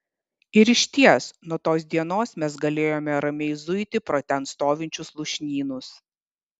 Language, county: Lithuanian, Kaunas